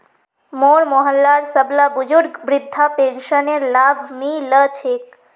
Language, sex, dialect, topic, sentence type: Magahi, female, Northeastern/Surjapuri, banking, statement